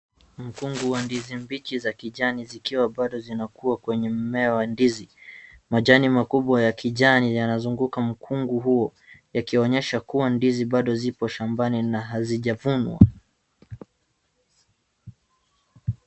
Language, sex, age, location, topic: Swahili, male, 36-49, Wajir, agriculture